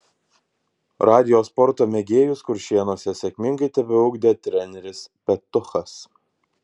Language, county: Lithuanian, Kaunas